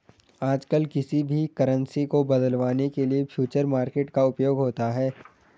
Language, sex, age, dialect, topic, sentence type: Hindi, male, 18-24, Garhwali, banking, statement